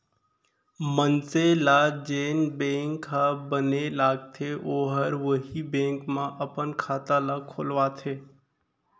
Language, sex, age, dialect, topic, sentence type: Chhattisgarhi, male, 25-30, Central, banking, statement